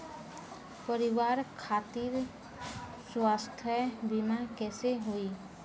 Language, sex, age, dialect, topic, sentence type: Bhojpuri, female, <18, Southern / Standard, banking, question